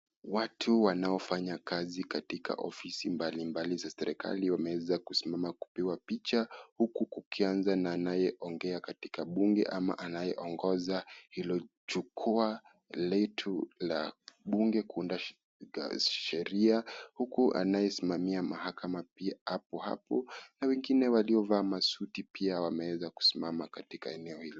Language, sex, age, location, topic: Swahili, male, 25-35, Kisii, government